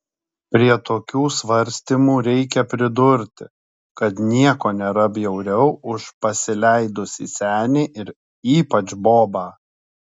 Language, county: Lithuanian, Kaunas